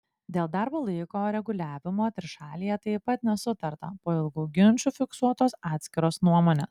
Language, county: Lithuanian, Klaipėda